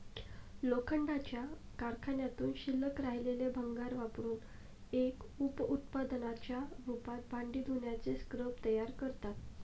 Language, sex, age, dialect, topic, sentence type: Marathi, female, 18-24, Standard Marathi, agriculture, statement